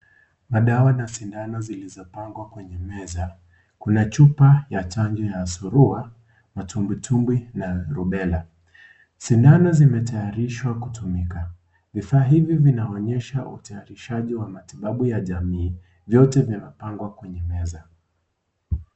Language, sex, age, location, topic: Swahili, male, 18-24, Kisii, health